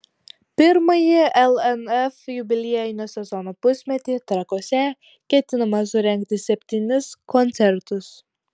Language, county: Lithuanian, Vilnius